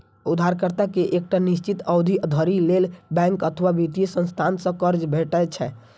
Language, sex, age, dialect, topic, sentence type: Maithili, male, 25-30, Eastern / Thethi, banking, statement